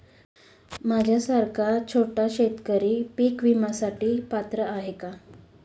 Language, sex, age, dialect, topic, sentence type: Marathi, female, 18-24, Standard Marathi, agriculture, question